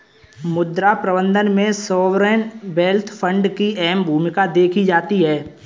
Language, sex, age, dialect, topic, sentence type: Hindi, female, 18-24, Kanauji Braj Bhasha, banking, statement